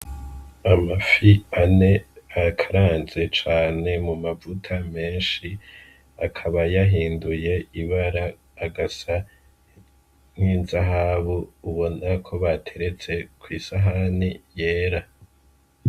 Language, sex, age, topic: Rundi, male, 25-35, agriculture